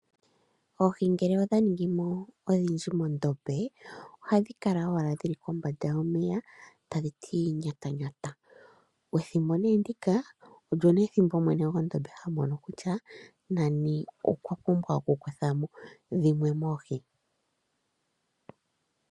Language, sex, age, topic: Oshiwambo, male, 25-35, agriculture